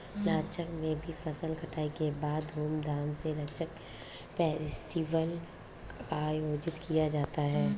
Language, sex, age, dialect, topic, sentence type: Hindi, female, 18-24, Awadhi Bundeli, agriculture, statement